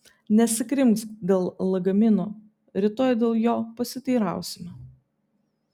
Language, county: Lithuanian, Vilnius